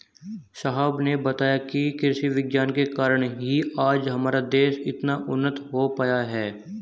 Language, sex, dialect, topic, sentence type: Hindi, male, Hindustani Malvi Khadi Boli, agriculture, statement